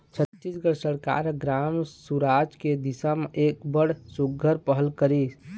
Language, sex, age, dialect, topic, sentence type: Chhattisgarhi, male, 60-100, Eastern, agriculture, statement